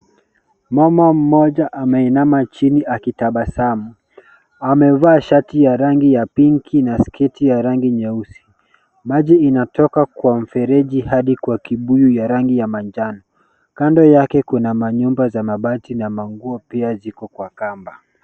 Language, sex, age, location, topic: Swahili, male, 18-24, Kisumu, health